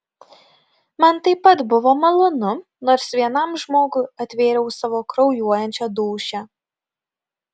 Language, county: Lithuanian, Kaunas